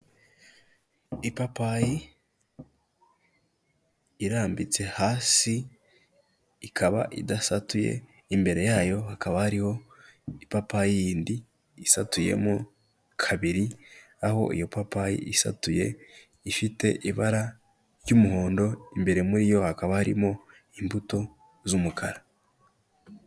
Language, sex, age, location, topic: Kinyarwanda, male, 18-24, Kigali, health